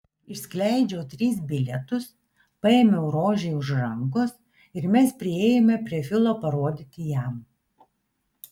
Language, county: Lithuanian, Vilnius